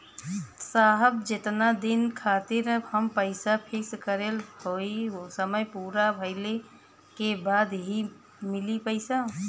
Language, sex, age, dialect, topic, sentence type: Bhojpuri, female, 31-35, Western, banking, question